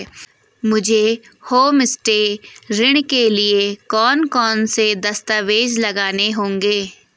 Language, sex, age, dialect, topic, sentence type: Hindi, female, 18-24, Garhwali, banking, question